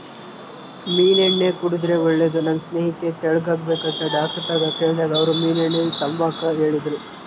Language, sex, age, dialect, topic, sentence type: Kannada, male, 18-24, Central, agriculture, statement